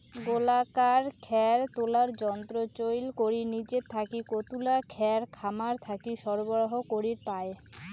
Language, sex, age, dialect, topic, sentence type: Bengali, female, 18-24, Rajbangshi, agriculture, statement